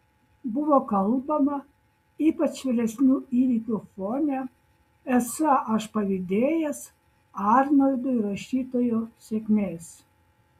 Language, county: Lithuanian, Šiauliai